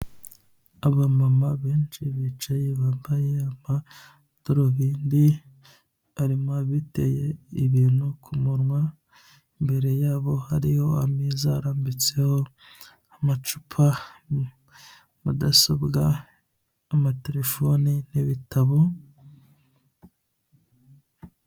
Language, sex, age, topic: Kinyarwanda, male, 25-35, government